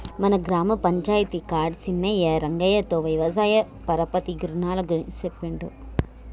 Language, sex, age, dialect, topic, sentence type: Telugu, female, 18-24, Telangana, banking, statement